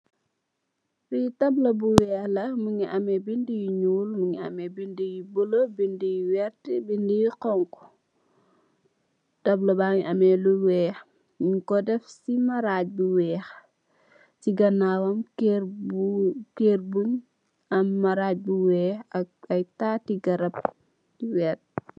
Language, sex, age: Wolof, female, 18-24